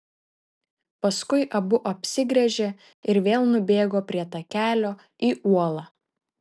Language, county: Lithuanian, Šiauliai